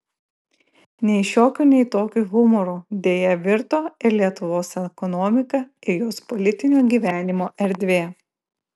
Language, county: Lithuanian, Klaipėda